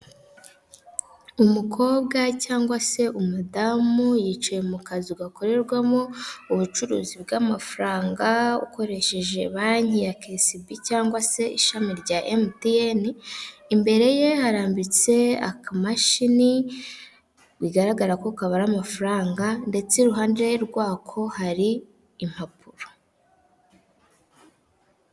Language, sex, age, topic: Kinyarwanda, female, 18-24, government